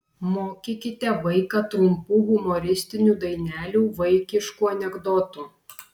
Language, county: Lithuanian, Vilnius